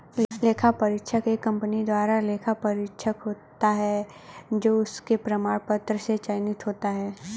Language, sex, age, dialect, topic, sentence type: Hindi, female, 31-35, Hindustani Malvi Khadi Boli, banking, statement